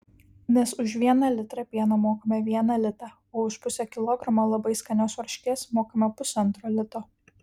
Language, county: Lithuanian, Kaunas